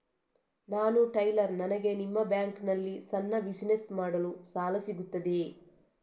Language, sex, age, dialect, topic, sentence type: Kannada, female, 31-35, Coastal/Dakshin, banking, question